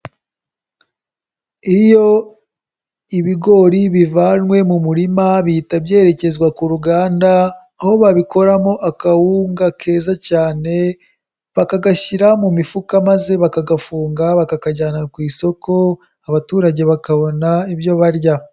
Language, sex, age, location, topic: Kinyarwanda, male, 18-24, Kigali, agriculture